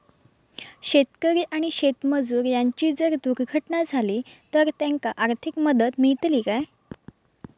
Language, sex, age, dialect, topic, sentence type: Marathi, female, 18-24, Southern Konkan, agriculture, question